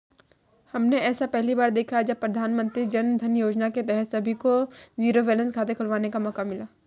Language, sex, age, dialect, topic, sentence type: Hindi, female, 36-40, Kanauji Braj Bhasha, banking, statement